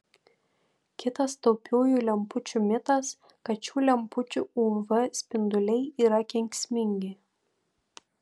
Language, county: Lithuanian, Panevėžys